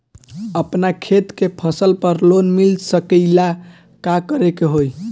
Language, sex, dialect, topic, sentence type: Bhojpuri, male, Southern / Standard, agriculture, question